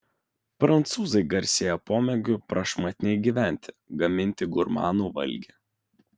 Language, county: Lithuanian, Vilnius